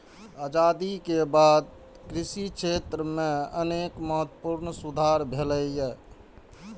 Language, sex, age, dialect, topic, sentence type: Maithili, male, 25-30, Eastern / Thethi, agriculture, statement